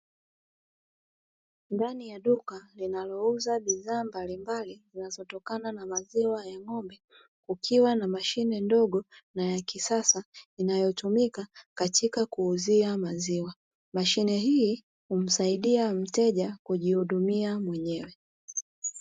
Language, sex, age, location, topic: Swahili, female, 36-49, Dar es Salaam, finance